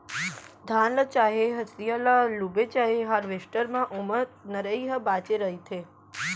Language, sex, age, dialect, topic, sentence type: Chhattisgarhi, female, 18-24, Central, agriculture, statement